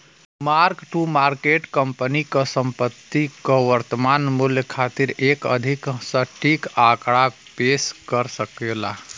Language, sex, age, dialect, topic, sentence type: Bhojpuri, male, 36-40, Western, banking, statement